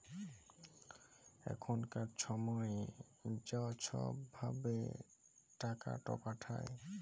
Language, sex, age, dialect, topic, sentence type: Bengali, male, 18-24, Jharkhandi, banking, statement